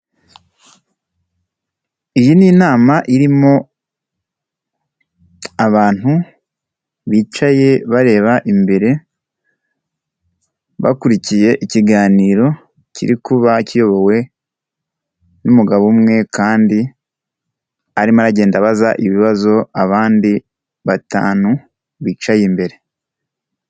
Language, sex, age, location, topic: Kinyarwanda, male, 18-24, Kigali, health